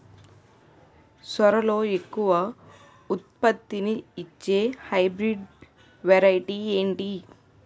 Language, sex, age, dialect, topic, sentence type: Telugu, female, 18-24, Utterandhra, agriculture, question